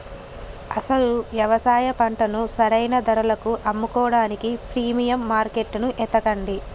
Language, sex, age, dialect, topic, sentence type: Telugu, female, 18-24, Telangana, agriculture, statement